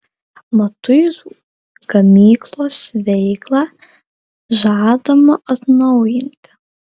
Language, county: Lithuanian, Marijampolė